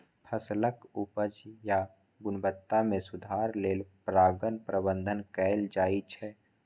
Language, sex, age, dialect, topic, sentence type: Maithili, male, 25-30, Eastern / Thethi, agriculture, statement